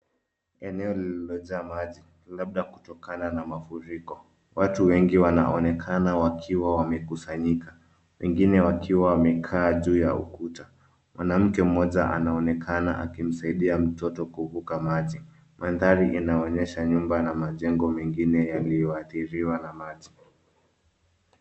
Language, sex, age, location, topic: Swahili, male, 25-35, Nairobi, health